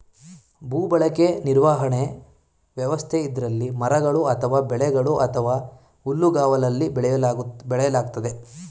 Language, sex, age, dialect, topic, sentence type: Kannada, male, 18-24, Mysore Kannada, agriculture, statement